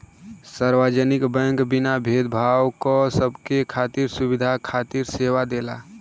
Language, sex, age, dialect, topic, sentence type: Bhojpuri, male, 18-24, Western, banking, statement